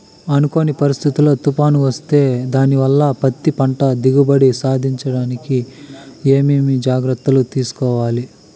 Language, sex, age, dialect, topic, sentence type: Telugu, male, 18-24, Southern, agriculture, question